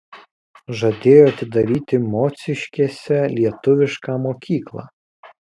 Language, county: Lithuanian, Kaunas